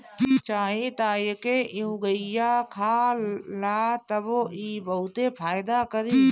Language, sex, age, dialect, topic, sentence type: Bhojpuri, female, 31-35, Northern, agriculture, statement